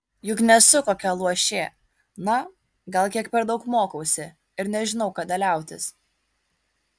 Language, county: Lithuanian, Kaunas